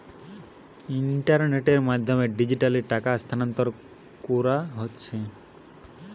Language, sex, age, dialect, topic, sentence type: Bengali, male, 60-100, Western, banking, statement